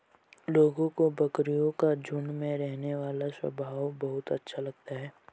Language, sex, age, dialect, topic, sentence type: Hindi, male, 18-24, Marwari Dhudhari, agriculture, statement